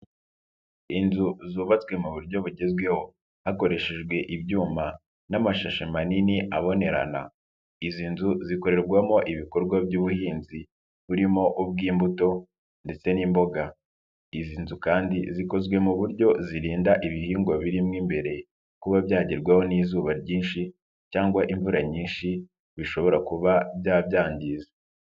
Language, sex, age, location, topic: Kinyarwanda, male, 25-35, Nyagatare, agriculture